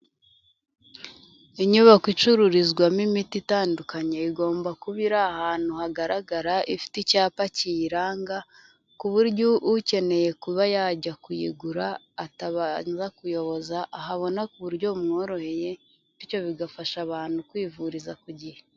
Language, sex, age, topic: Kinyarwanda, female, 25-35, health